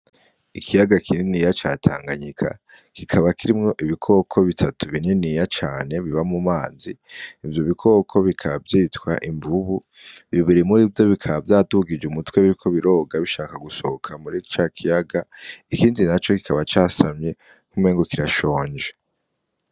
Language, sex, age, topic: Rundi, male, 18-24, agriculture